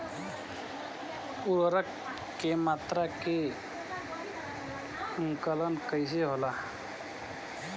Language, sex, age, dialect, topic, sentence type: Bhojpuri, male, 25-30, Southern / Standard, agriculture, question